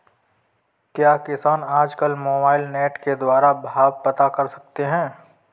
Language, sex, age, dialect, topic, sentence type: Hindi, male, 18-24, Kanauji Braj Bhasha, agriculture, question